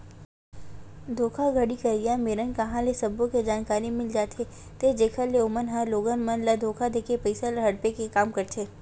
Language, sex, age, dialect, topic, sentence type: Chhattisgarhi, female, 18-24, Western/Budati/Khatahi, banking, statement